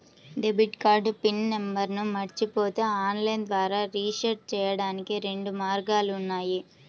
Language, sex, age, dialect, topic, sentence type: Telugu, female, 18-24, Central/Coastal, banking, statement